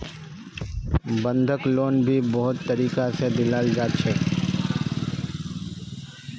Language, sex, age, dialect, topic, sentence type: Magahi, male, 25-30, Northeastern/Surjapuri, banking, statement